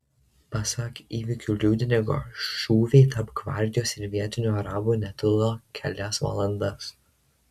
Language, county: Lithuanian, Šiauliai